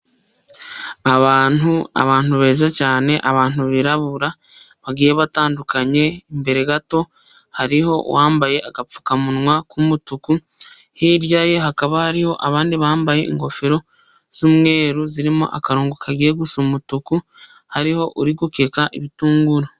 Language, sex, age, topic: Kinyarwanda, female, 25-35, education